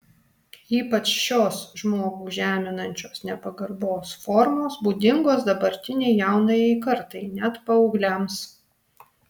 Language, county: Lithuanian, Alytus